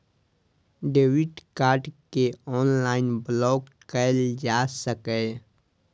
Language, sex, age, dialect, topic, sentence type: Maithili, male, 18-24, Eastern / Thethi, banking, statement